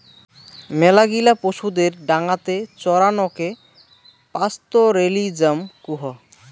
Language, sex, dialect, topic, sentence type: Bengali, male, Rajbangshi, agriculture, statement